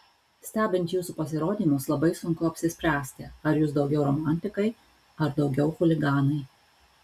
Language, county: Lithuanian, Alytus